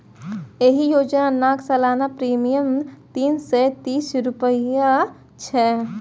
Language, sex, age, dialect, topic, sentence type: Maithili, female, 25-30, Eastern / Thethi, banking, statement